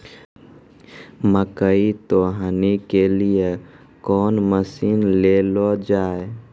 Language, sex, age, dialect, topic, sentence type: Maithili, male, 51-55, Angika, agriculture, question